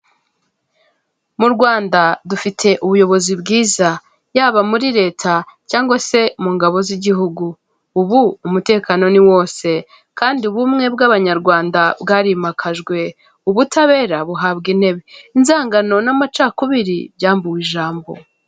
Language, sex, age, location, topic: Kinyarwanda, female, 25-35, Kigali, government